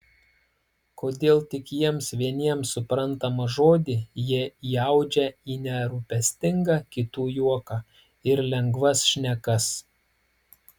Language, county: Lithuanian, Klaipėda